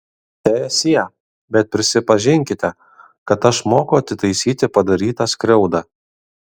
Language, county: Lithuanian, Kaunas